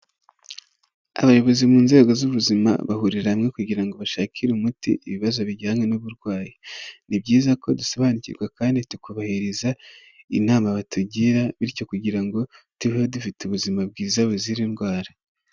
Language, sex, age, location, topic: Kinyarwanda, male, 25-35, Huye, health